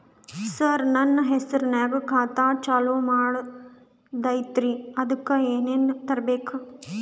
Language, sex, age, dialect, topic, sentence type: Kannada, female, 18-24, Northeastern, banking, question